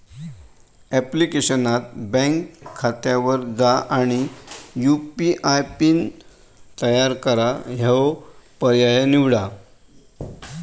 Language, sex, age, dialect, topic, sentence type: Marathi, male, 18-24, Southern Konkan, banking, statement